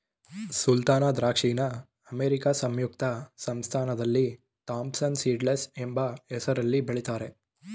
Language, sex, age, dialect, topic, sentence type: Kannada, male, 18-24, Mysore Kannada, agriculture, statement